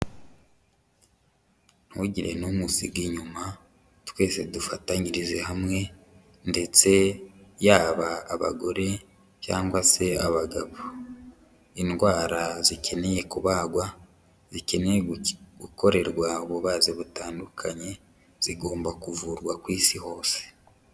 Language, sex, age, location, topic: Kinyarwanda, female, 18-24, Huye, health